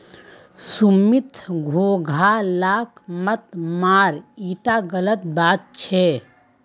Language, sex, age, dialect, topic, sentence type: Magahi, female, 18-24, Northeastern/Surjapuri, agriculture, statement